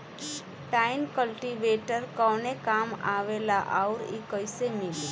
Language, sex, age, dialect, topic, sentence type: Bhojpuri, female, 25-30, Northern, agriculture, question